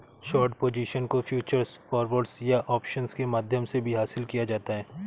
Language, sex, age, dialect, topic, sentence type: Hindi, male, 31-35, Awadhi Bundeli, banking, statement